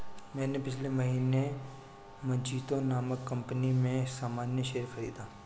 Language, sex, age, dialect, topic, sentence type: Hindi, male, 25-30, Marwari Dhudhari, banking, statement